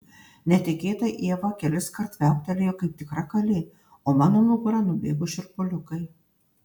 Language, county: Lithuanian, Panevėžys